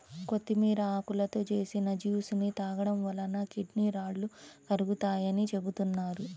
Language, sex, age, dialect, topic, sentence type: Telugu, female, 31-35, Central/Coastal, agriculture, statement